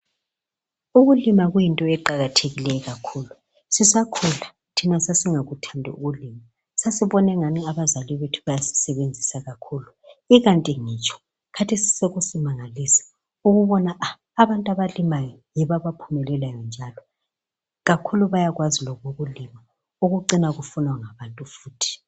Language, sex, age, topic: North Ndebele, male, 36-49, health